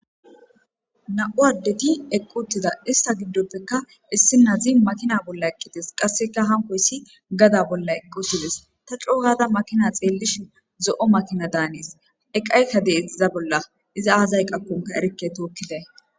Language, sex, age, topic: Gamo, female, 25-35, government